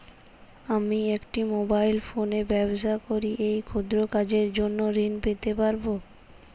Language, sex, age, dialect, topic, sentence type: Bengali, female, 18-24, Jharkhandi, banking, question